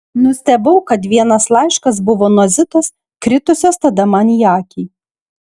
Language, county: Lithuanian, Šiauliai